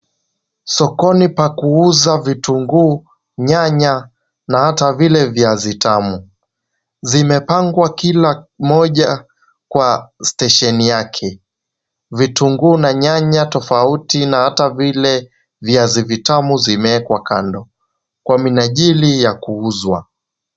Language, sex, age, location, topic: Swahili, male, 18-24, Kisumu, finance